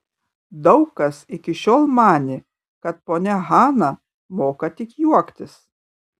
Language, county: Lithuanian, Kaunas